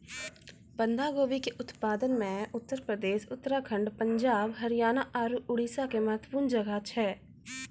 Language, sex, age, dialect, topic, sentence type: Maithili, female, 18-24, Angika, agriculture, statement